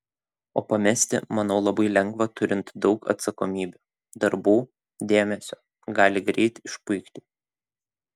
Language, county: Lithuanian, Kaunas